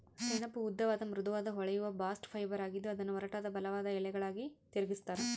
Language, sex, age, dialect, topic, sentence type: Kannada, female, 25-30, Central, agriculture, statement